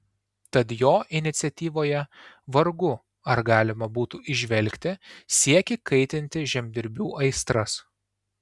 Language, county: Lithuanian, Tauragė